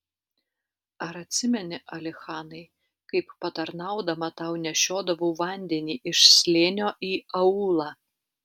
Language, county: Lithuanian, Alytus